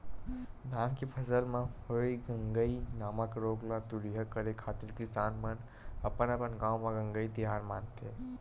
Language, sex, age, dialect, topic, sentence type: Chhattisgarhi, male, 18-24, Western/Budati/Khatahi, agriculture, statement